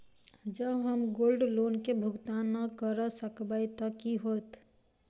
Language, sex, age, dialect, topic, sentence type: Maithili, female, 25-30, Southern/Standard, banking, question